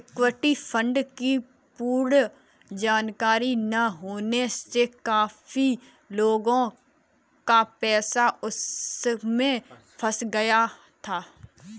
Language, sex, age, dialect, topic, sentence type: Hindi, female, 18-24, Kanauji Braj Bhasha, banking, statement